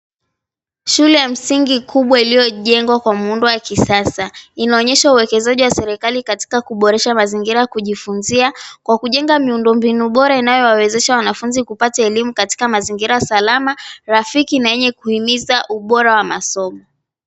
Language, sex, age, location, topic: Swahili, female, 18-24, Mombasa, education